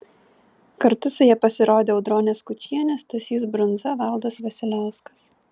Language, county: Lithuanian, Vilnius